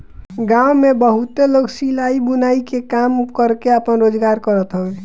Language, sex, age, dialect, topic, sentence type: Bhojpuri, male, 18-24, Northern, banking, statement